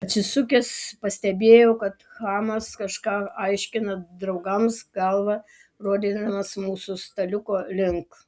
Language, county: Lithuanian, Vilnius